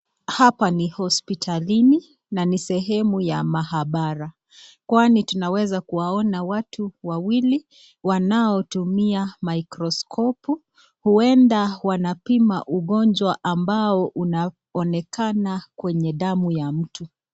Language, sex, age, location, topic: Swahili, female, 36-49, Nakuru, health